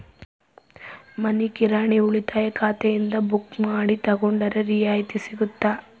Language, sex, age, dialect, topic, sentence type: Kannada, female, 25-30, Central, banking, question